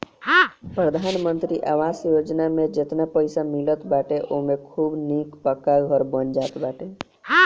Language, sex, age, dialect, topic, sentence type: Bhojpuri, male, <18, Northern, banking, statement